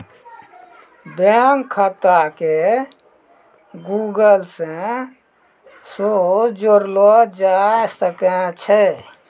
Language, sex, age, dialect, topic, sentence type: Maithili, male, 56-60, Angika, banking, statement